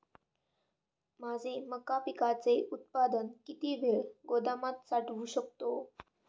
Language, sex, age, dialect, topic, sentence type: Marathi, female, 18-24, Standard Marathi, agriculture, question